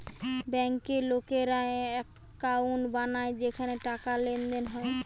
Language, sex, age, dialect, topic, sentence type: Bengali, female, 18-24, Western, banking, statement